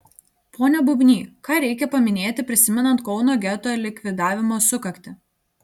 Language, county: Lithuanian, Telšiai